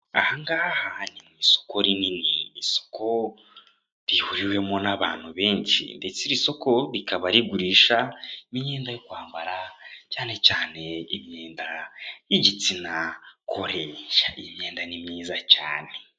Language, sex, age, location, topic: Kinyarwanda, male, 18-24, Kigali, finance